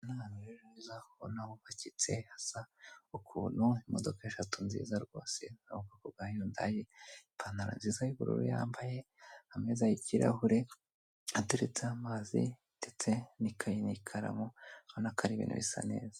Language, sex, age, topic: Kinyarwanda, male, 25-35, finance